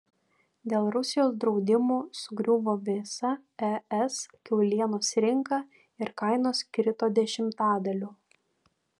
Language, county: Lithuanian, Panevėžys